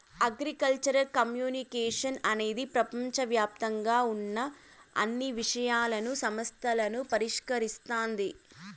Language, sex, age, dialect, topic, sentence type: Telugu, female, 18-24, Southern, agriculture, statement